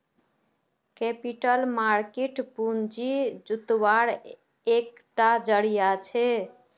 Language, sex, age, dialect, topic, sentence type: Magahi, female, 41-45, Northeastern/Surjapuri, banking, statement